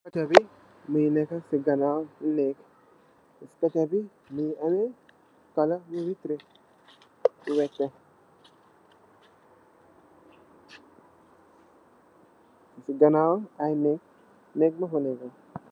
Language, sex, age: Wolof, male, 18-24